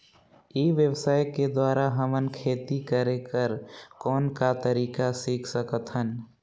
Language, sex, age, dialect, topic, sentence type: Chhattisgarhi, male, 46-50, Northern/Bhandar, agriculture, question